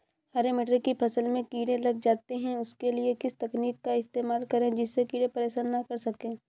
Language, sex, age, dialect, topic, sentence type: Hindi, female, 18-24, Awadhi Bundeli, agriculture, question